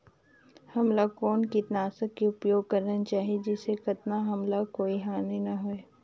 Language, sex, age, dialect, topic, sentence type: Chhattisgarhi, female, 31-35, Northern/Bhandar, agriculture, question